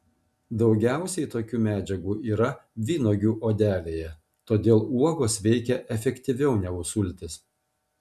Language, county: Lithuanian, Panevėžys